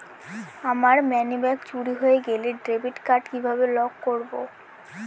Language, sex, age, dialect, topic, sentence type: Bengali, female, <18, Northern/Varendri, banking, question